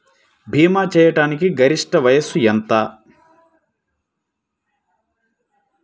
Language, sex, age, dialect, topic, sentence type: Telugu, male, 25-30, Central/Coastal, banking, question